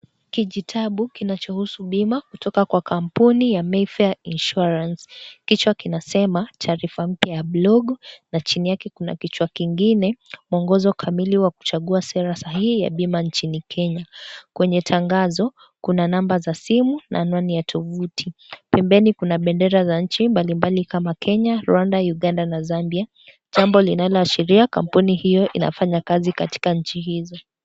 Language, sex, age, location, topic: Swahili, female, 18-24, Kisii, finance